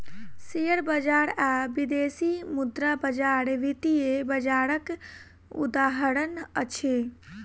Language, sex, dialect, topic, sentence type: Maithili, female, Southern/Standard, banking, statement